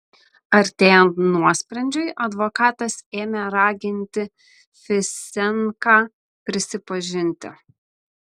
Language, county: Lithuanian, Vilnius